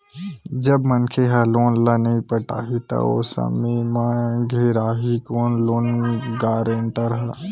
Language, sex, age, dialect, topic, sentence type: Chhattisgarhi, male, 18-24, Western/Budati/Khatahi, banking, statement